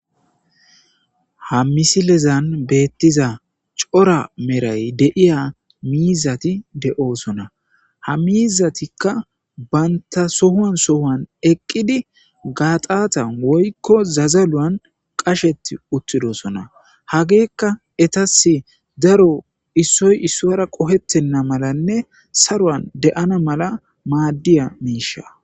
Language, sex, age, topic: Gamo, male, 25-35, agriculture